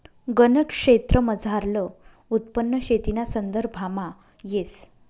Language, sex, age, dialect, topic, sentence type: Marathi, female, 31-35, Northern Konkan, agriculture, statement